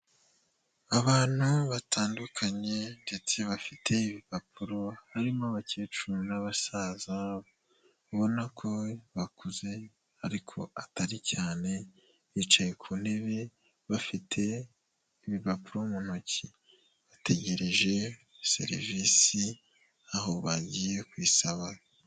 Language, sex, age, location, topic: Kinyarwanda, male, 25-35, Nyagatare, health